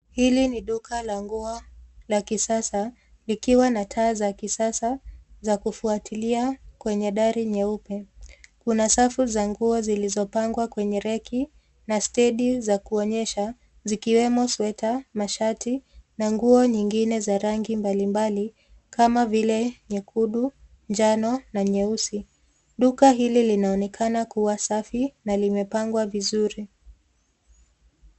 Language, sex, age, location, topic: Swahili, female, 18-24, Nairobi, finance